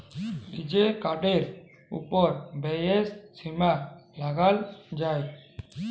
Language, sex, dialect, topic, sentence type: Bengali, male, Jharkhandi, banking, statement